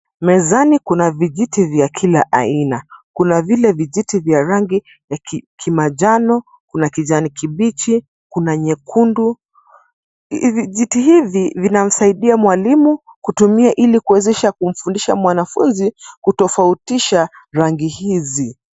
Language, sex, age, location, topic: Swahili, female, 25-35, Nairobi, education